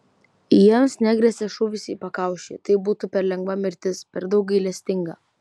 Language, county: Lithuanian, Vilnius